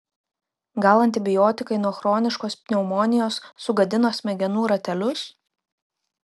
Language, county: Lithuanian, Klaipėda